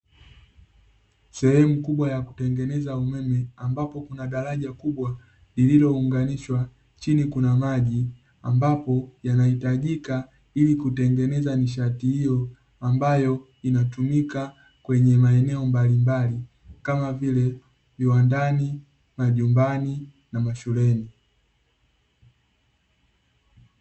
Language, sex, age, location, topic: Swahili, male, 36-49, Dar es Salaam, government